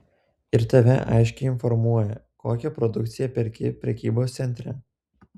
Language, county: Lithuanian, Telšiai